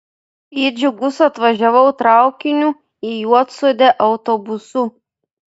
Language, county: Lithuanian, Klaipėda